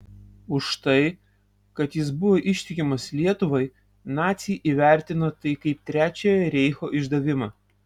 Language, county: Lithuanian, Kaunas